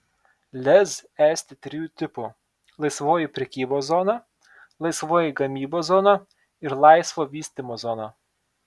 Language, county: Lithuanian, Telšiai